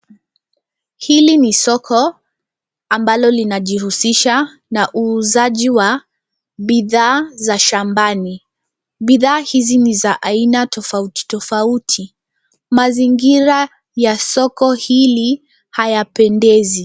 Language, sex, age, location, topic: Swahili, female, 25-35, Nairobi, finance